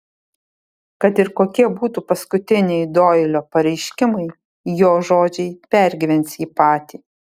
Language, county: Lithuanian, Šiauliai